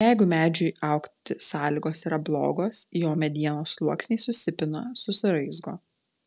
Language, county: Lithuanian, Telšiai